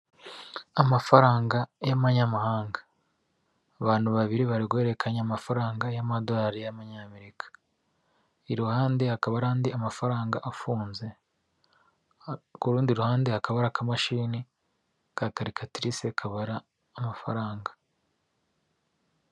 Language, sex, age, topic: Kinyarwanda, male, 36-49, finance